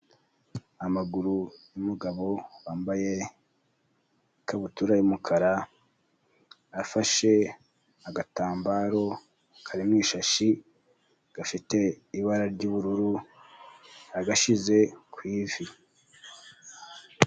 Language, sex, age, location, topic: Kinyarwanda, male, 18-24, Huye, health